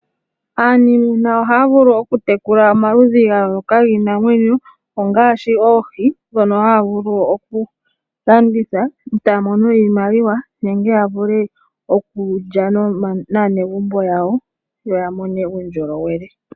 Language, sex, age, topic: Oshiwambo, female, 18-24, agriculture